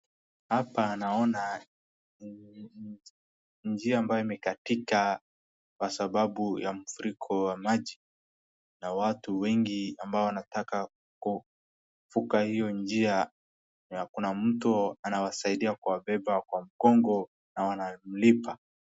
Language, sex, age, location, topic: Swahili, male, 18-24, Wajir, health